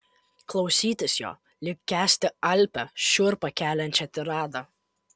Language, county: Lithuanian, Kaunas